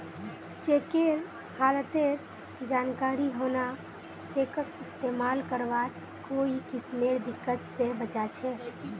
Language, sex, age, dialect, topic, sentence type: Magahi, female, 18-24, Northeastern/Surjapuri, banking, statement